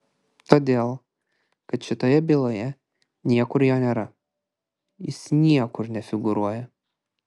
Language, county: Lithuanian, Klaipėda